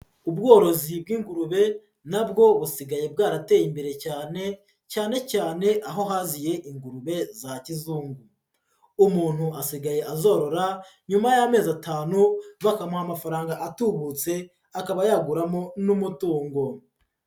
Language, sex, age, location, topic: Kinyarwanda, male, 36-49, Huye, agriculture